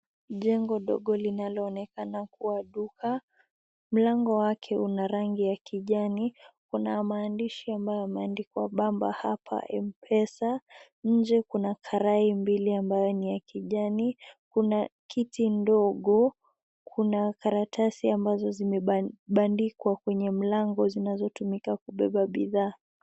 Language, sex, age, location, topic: Swahili, female, 18-24, Nakuru, finance